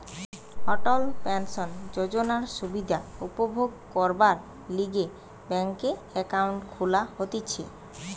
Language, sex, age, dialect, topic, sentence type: Bengali, female, 18-24, Western, banking, statement